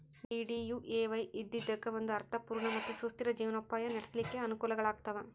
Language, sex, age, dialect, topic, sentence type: Kannada, female, 31-35, Dharwad Kannada, banking, statement